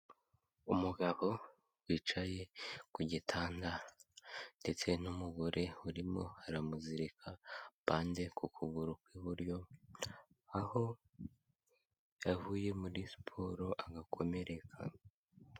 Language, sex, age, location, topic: Kinyarwanda, male, 18-24, Huye, health